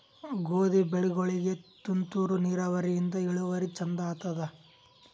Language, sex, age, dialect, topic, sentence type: Kannada, male, 18-24, Northeastern, agriculture, question